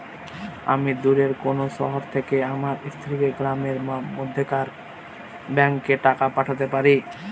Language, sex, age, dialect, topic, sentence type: Bengali, male, <18, Northern/Varendri, banking, question